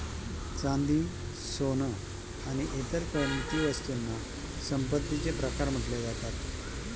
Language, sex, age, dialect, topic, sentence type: Marathi, male, 56-60, Northern Konkan, banking, statement